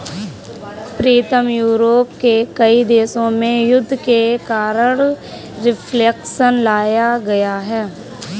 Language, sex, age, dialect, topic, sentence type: Hindi, female, 18-24, Kanauji Braj Bhasha, banking, statement